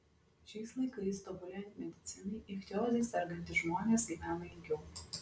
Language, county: Lithuanian, Klaipėda